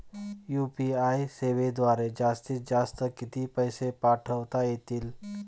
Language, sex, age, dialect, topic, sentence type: Marathi, male, 41-45, Standard Marathi, banking, statement